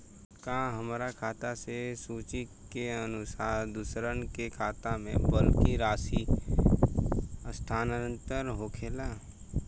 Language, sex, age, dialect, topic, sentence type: Bhojpuri, male, 18-24, Southern / Standard, banking, question